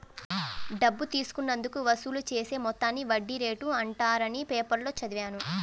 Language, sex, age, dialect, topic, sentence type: Telugu, female, 18-24, Central/Coastal, banking, statement